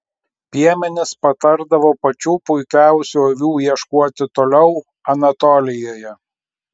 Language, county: Lithuanian, Klaipėda